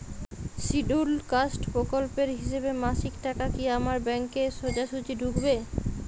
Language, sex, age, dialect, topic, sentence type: Bengali, female, 25-30, Jharkhandi, banking, question